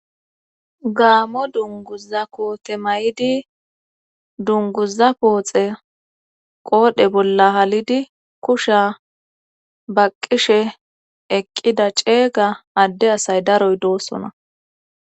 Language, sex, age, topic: Gamo, female, 18-24, government